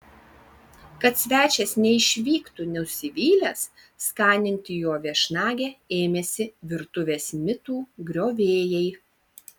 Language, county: Lithuanian, Vilnius